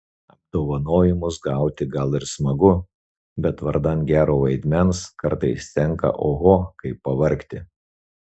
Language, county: Lithuanian, Marijampolė